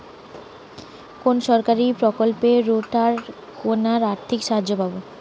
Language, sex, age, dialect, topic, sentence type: Bengali, female, 18-24, Western, agriculture, question